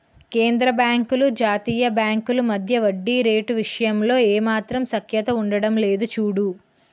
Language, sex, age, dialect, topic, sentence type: Telugu, female, 18-24, Utterandhra, banking, statement